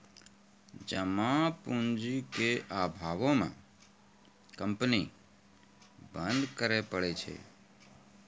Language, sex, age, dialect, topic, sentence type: Maithili, male, 41-45, Angika, banking, statement